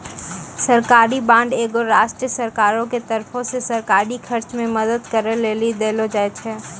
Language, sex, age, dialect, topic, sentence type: Maithili, female, 18-24, Angika, banking, statement